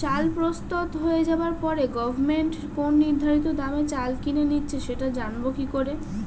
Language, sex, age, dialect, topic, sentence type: Bengali, female, 31-35, Standard Colloquial, agriculture, question